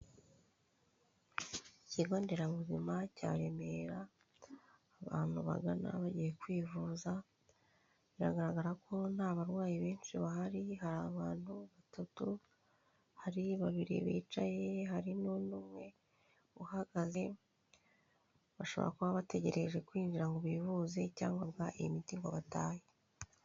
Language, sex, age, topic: Kinyarwanda, female, 36-49, finance